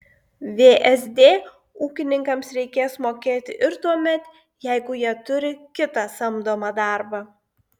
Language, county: Lithuanian, Klaipėda